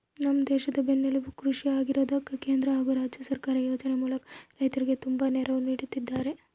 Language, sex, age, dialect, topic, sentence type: Kannada, female, 18-24, Central, agriculture, statement